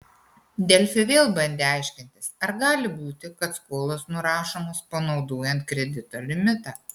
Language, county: Lithuanian, Kaunas